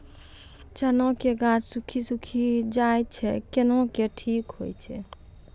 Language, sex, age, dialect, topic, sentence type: Maithili, female, 25-30, Angika, agriculture, question